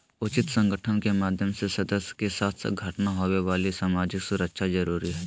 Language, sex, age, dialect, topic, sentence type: Magahi, male, 18-24, Southern, banking, statement